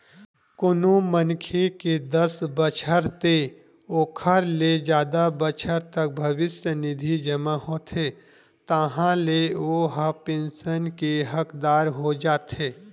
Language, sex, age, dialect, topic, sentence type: Chhattisgarhi, male, 31-35, Western/Budati/Khatahi, banking, statement